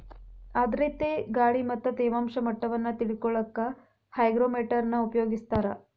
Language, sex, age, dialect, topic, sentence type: Kannada, female, 25-30, Dharwad Kannada, agriculture, statement